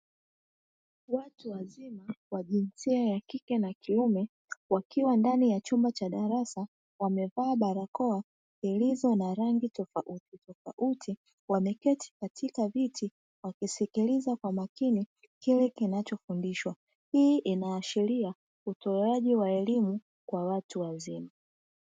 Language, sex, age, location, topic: Swahili, female, 25-35, Dar es Salaam, education